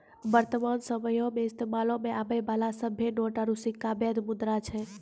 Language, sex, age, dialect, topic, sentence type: Maithili, female, 25-30, Angika, banking, statement